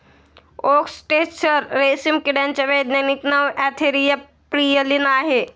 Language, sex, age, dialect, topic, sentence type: Marathi, male, 18-24, Standard Marathi, agriculture, statement